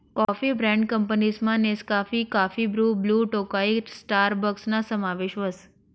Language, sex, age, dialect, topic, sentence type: Marathi, female, 56-60, Northern Konkan, agriculture, statement